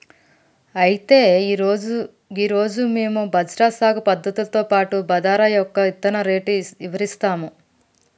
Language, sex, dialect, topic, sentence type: Telugu, female, Telangana, agriculture, statement